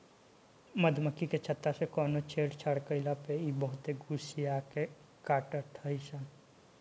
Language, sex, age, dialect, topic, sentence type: Bhojpuri, male, 18-24, Northern, agriculture, statement